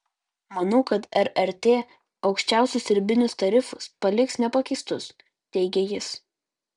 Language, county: Lithuanian, Utena